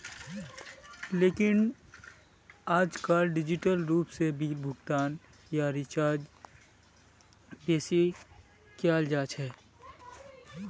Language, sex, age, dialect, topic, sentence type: Magahi, male, 25-30, Northeastern/Surjapuri, banking, statement